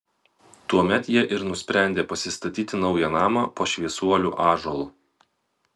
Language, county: Lithuanian, Vilnius